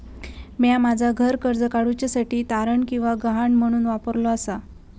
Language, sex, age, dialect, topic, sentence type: Marathi, female, 18-24, Southern Konkan, banking, statement